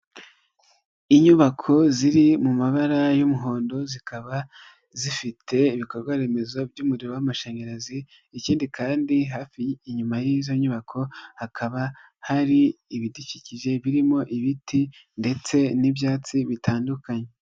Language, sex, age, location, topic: Kinyarwanda, female, 18-24, Nyagatare, government